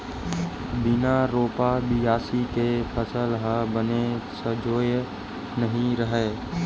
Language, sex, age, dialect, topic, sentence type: Chhattisgarhi, male, 18-24, Western/Budati/Khatahi, agriculture, statement